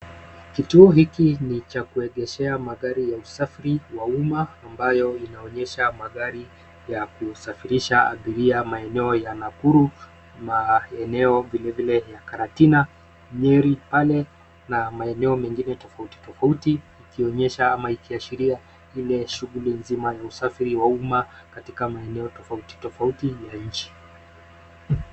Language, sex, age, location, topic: Swahili, male, 25-35, Nairobi, government